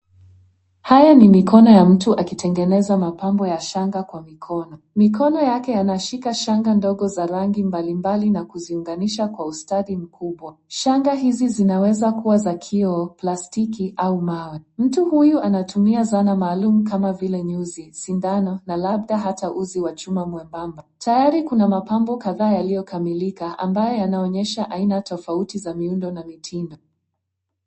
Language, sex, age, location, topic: Swahili, female, 18-24, Nairobi, finance